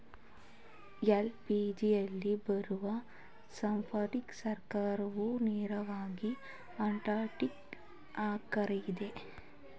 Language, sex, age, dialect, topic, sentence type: Kannada, female, 18-24, Mysore Kannada, banking, statement